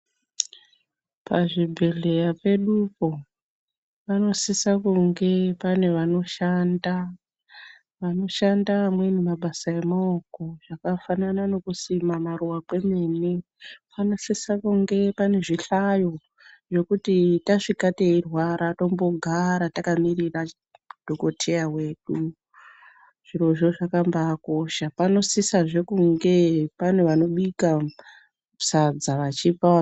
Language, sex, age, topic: Ndau, male, 50+, health